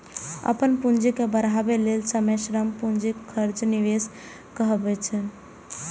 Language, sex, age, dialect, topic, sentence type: Maithili, female, 18-24, Eastern / Thethi, banking, statement